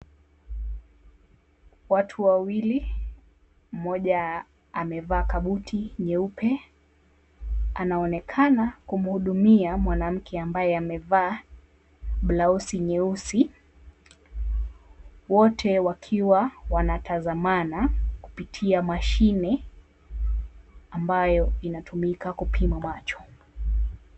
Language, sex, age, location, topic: Swahili, female, 25-35, Mombasa, health